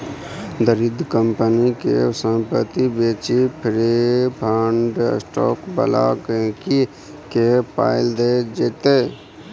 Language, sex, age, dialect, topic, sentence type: Maithili, male, 25-30, Bajjika, banking, statement